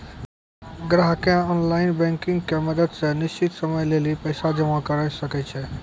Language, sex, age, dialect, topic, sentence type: Maithili, male, 18-24, Angika, banking, statement